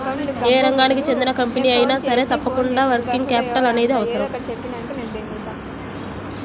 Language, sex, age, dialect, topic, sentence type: Telugu, female, 18-24, Central/Coastal, banking, statement